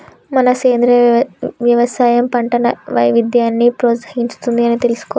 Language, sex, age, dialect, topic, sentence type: Telugu, female, 18-24, Telangana, agriculture, statement